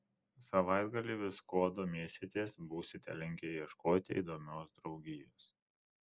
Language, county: Lithuanian, Kaunas